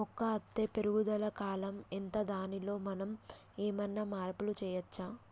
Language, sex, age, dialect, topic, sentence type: Telugu, female, 25-30, Telangana, agriculture, question